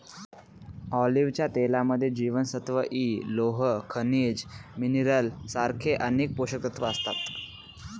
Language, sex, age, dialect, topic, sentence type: Marathi, male, 18-24, Northern Konkan, agriculture, statement